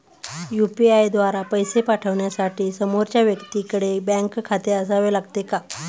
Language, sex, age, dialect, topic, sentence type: Marathi, female, 31-35, Standard Marathi, banking, question